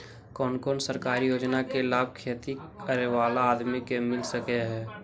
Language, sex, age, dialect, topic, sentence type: Magahi, male, 60-100, Central/Standard, agriculture, question